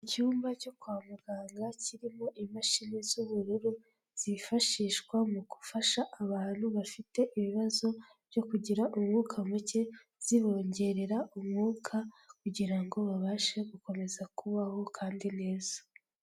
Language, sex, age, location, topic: Kinyarwanda, female, 18-24, Kigali, health